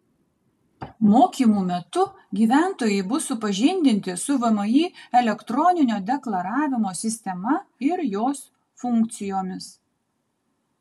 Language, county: Lithuanian, Kaunas